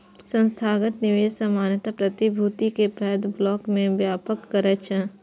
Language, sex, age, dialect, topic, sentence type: Maithili, female, 41-45, Eastern / Thethi, banking, statement